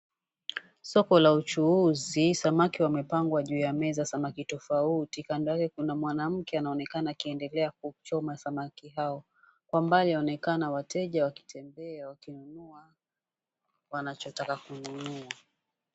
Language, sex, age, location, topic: Swahili, female, 36-49, Mombasa, agriculture